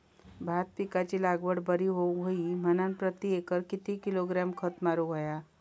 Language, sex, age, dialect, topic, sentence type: Marathi, female, 25-30, Southern Konkan, agriculture, question